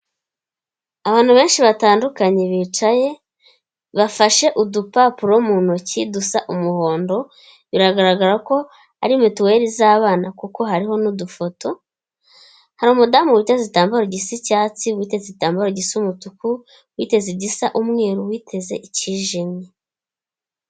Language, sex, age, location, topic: Kinyarwanda, female, 25-35, Kigali, finance